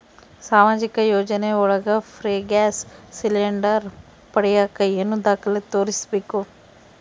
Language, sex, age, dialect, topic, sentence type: Kannada, female, 51-55, Central, banking, question